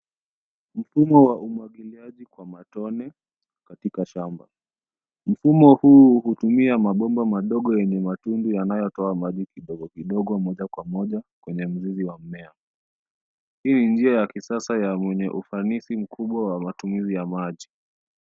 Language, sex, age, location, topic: Swahili, male, 25-35, Nairobi, agriculture